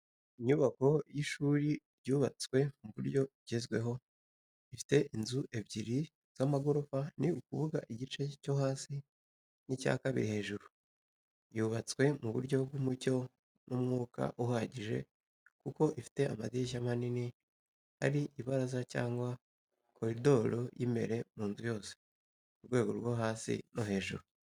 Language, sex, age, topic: Kinyarwanda, male, 18-24, education